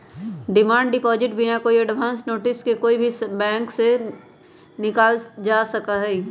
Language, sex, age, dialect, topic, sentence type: Magahi, female, 25-30, Western, banking, statement